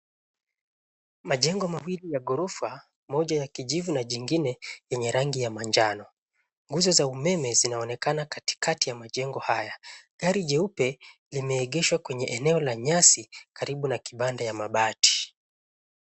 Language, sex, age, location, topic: Swahili, male, 25-35, Nairobi, finance